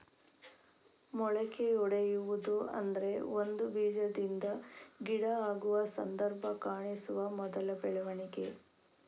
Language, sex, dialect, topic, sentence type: Kannada, female, Coastal/Dakshin, agriculture, statement